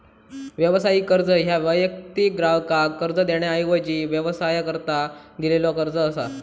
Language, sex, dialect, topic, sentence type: Marathi, male, Southern Konkan, banking, statement